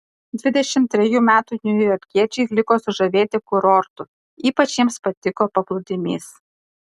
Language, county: Lithuanian, Kaunas